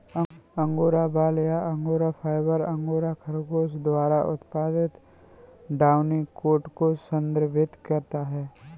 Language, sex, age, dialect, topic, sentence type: Hindi, male, 25-30, Kanauji Braj Bhasha, agriculture, statement